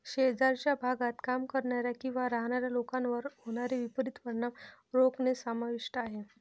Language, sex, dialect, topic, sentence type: Marathi, female, Varhadi, agriculture, statement